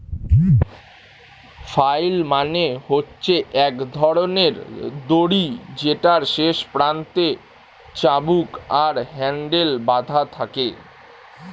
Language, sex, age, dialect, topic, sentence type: Bengali, male, <18, Standard Colloquial, agriculture, statement